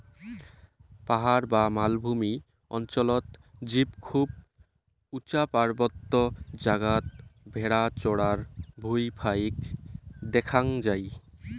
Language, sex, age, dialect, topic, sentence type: Bengali, male, 18-24, Rajbangshi, agriculture, statement